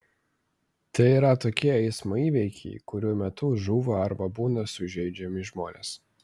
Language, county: Lithuanian, Vilnius